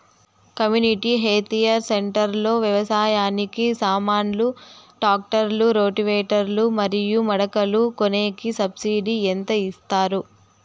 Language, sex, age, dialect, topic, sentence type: Telugu, male, 31-35, Southern, agriculture, question